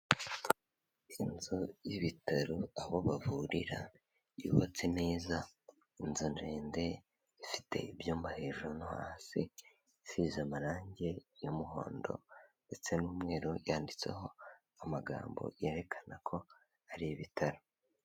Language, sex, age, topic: Kinyarwanda, male, 18-24, health